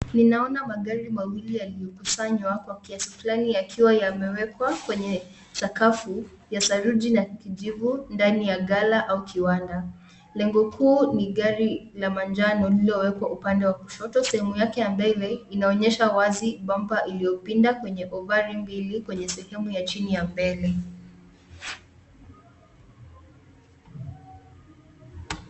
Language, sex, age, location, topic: Swahili, female, 18-24, Nakuru, finance